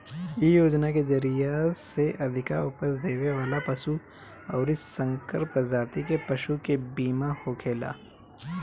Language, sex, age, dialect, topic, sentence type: Bhojpuri, male, 31-35, Northern, agriculture, statement